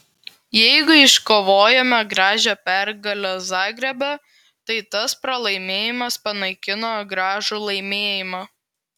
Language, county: Lithuanian, Klaipėda